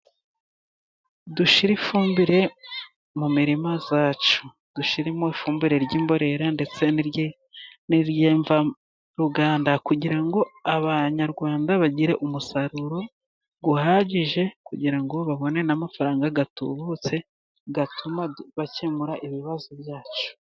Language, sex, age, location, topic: Kinyarwanda, female, 36-49, Musanze, agriculture